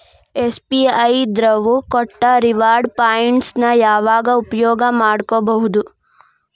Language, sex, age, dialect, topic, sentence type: Kannada, female, 18-24, Dharwad Kannada, banking, statement